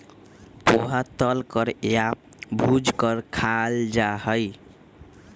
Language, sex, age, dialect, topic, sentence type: Magahi, female, 25-30, Western, agriculture, statement